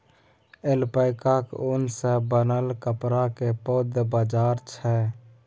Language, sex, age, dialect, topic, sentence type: Maithili, male, 18-24, Bajjika, agriculture, statement